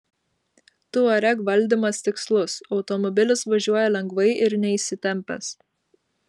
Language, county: Lithuanian, Vilnius